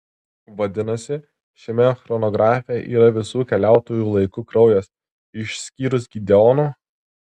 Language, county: Lithuanian, Tauragė